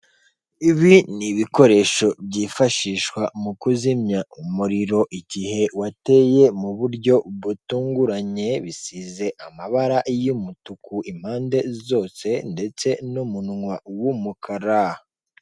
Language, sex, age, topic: Kinyarwanda, female, 36-49, government